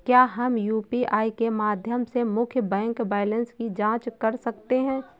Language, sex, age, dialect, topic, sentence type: Hindi, female, 25-30, Awadhi Bundeli, banking, question